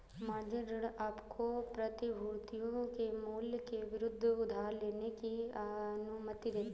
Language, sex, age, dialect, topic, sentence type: Hindi, female, 25-30, Awadhi Bundeli, banking, statement